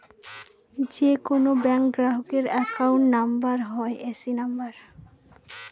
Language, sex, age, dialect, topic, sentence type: Bengali, female, 18-24, Northern/Varendri, banking, statement